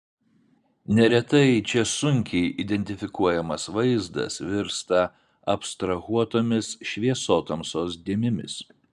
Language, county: Lithuanian, Vilnius